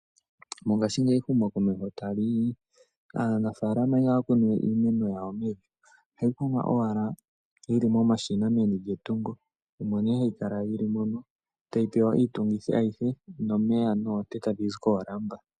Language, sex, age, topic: Oshiwambo, male, 18-24, agriculture